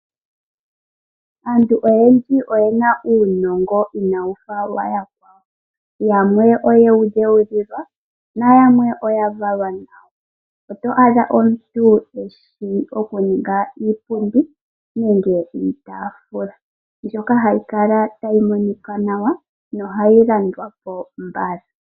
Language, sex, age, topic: Oshiwambo, female, 25-35, finance